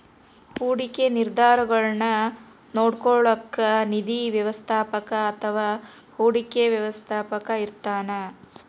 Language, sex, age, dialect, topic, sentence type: Kannada, female, 36-40, Central, banking, statement